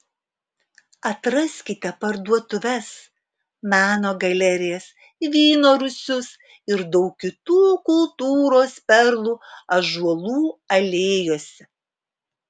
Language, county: Lithuanian, Alytus